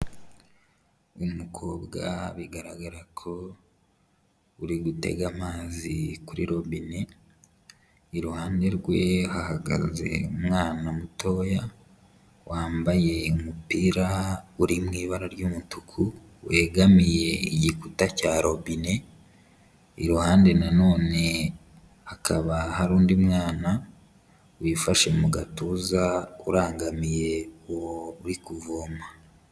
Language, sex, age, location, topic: Kinyarwanda, male, 18-24, Kigali, health